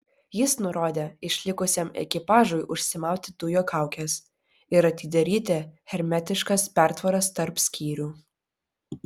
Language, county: Lithuanian, Vilnius